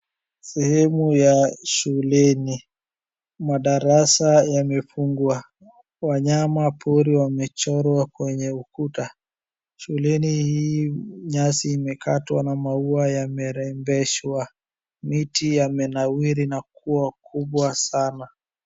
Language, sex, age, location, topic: Swahili, male, 50+, Wajir, education